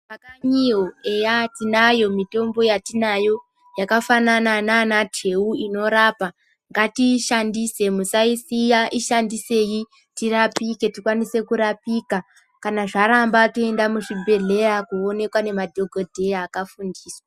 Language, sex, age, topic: Ndau, female, 25-35, health